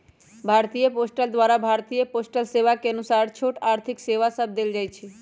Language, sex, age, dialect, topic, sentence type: Magahi, female, 31-35, Western, banking, statement